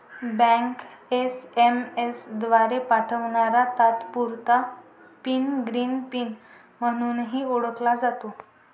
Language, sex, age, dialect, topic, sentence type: Marathi, female, 18-24, Varhadi, banking, statement